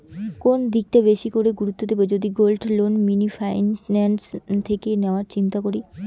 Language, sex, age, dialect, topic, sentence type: Bengali, female, 18-24, Rajbangshi, banking, question